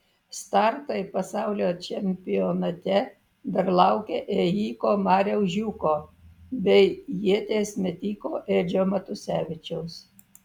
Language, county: Lithuanian, Vilnius